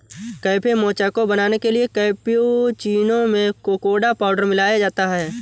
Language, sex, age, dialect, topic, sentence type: Hindi, male, 18-24, Awadhi Bundeli, agriculture, statement